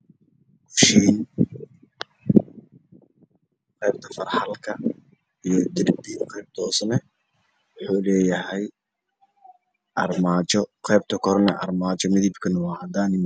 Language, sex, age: Somali, male, 18-24